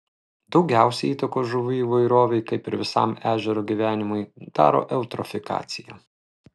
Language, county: Lithuanian, Telšiai